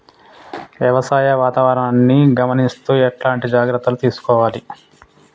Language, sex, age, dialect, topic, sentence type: Telugu, female, 18-24, Telangana, agriculture, question